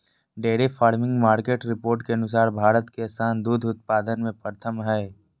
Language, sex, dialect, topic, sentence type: Magahi, female, Southern, agriculture, statement